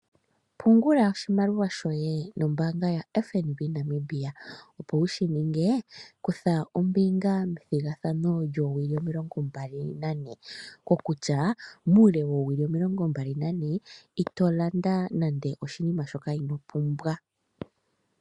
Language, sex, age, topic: Oshiwambo, female, 25-35, finance